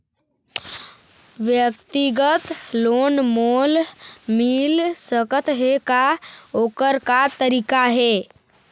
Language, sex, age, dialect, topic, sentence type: Chhattisgarhi, male, 51-55, Eastern, banking, question